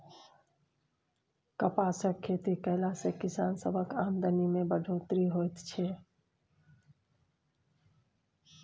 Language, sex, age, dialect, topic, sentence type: Maithili, female, 51-55, Bajjika, agriculture, statement